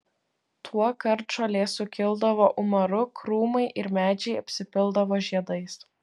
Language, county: Lithuanian, Vilnius